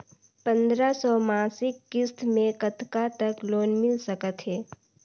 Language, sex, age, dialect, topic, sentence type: Chhattisgarhi, female, 18-24, Northern/Bhandar, banking, question